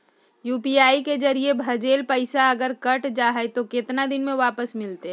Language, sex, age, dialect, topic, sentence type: Magahi, female, 36-40, Southern, banking, question